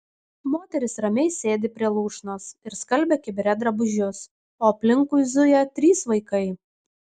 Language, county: Lithuanian, Kaunas